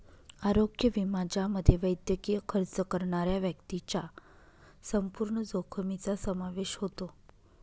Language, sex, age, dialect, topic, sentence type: Marathi, female, 25-30, Northern Konkan, banking, statement